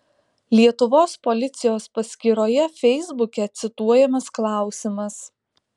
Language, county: Lithuanian, Alytus